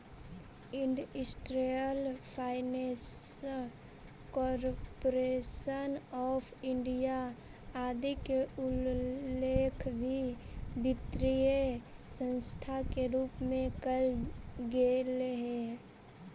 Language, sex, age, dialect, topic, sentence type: Magahi, female, 18-24, Central/Standard, banking, statement